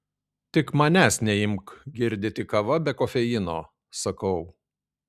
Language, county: Lithuanian, Šiauliai